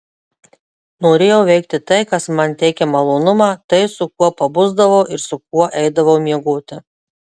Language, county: Lithuanian, Marijampolė